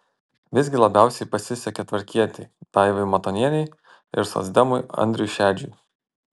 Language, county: Lithuanian, Panevėžys